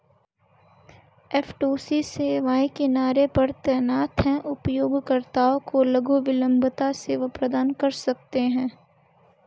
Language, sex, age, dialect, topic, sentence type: Hindi, female, 18-24, Hindustani Malvi Khadi Boli, agriculture, statement